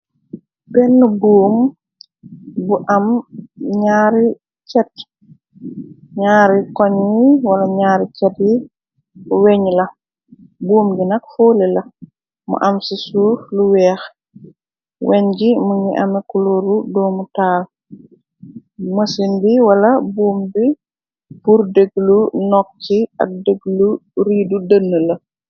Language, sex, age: Wolof, female, 36-49